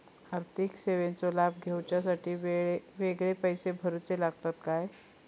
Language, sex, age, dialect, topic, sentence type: Marathi, female, 25-30, Southern Konkan, banking, question